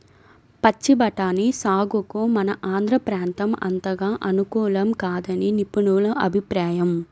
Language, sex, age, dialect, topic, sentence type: Telugu, female, 25-30, Central/Coastal, agriculture, statement